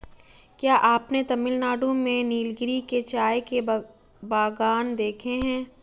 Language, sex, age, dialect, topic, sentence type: Hindi, female, 18-24, Marwari Dhudhari, agriculture, statement